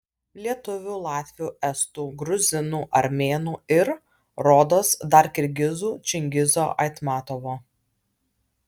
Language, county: Lithuanian, Alytus